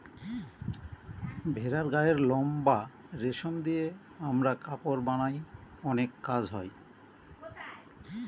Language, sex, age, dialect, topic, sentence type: Bengali, male, 46-50, Northern/Varendri, agriculture, statement